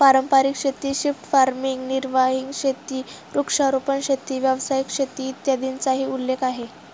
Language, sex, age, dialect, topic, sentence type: Marathi, female, 36-40, Standard Marathi, agriculture, statement